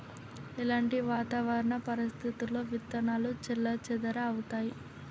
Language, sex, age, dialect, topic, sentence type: Telugu, male, 31-35, Telangana, agriculture, question